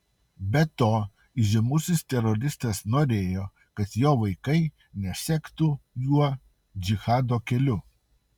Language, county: Lithuanian, Utena